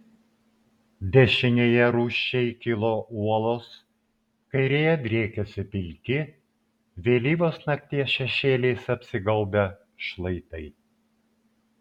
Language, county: Lithuanian, Vilnius